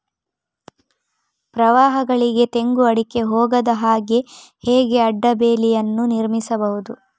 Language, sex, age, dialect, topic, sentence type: Kannada, female, 25-30, Coastal/Dakshin, agriculture, question